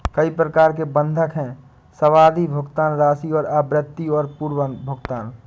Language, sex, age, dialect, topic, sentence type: Hindi, male, 25-30, Awadhi Bundeli, banking, statement